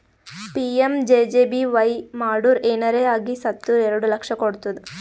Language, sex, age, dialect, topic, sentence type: Kannada, female, 18-24, Northeastern, banking, statement